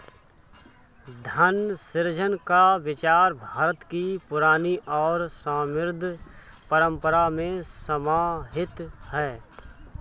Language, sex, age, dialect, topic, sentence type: Hindi, male, 25-30, Awadhi Bundeli, banking, statement